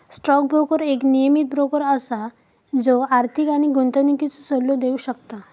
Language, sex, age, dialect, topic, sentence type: Marathi, female, 18-24, Southern Konkan, banking, statement